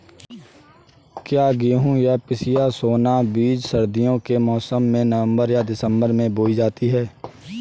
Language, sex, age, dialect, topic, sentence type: Hindi, male, 18-24, Awadhi Bundeli, agriculture, question